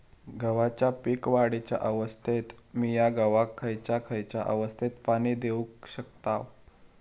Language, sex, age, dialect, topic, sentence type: Marathi, male, 18-24, Southern Konkan, agriculture, question